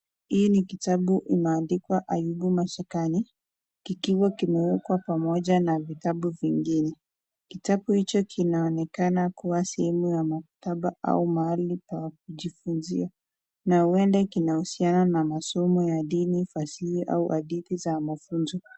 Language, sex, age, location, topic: Swahili, female, 25-35, Nakuru, education